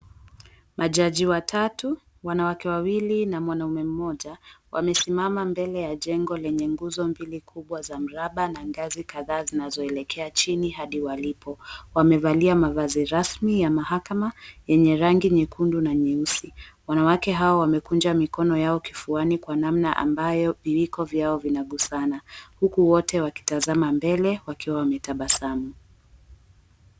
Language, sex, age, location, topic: Swahili, female, 18-24, Mombasa, government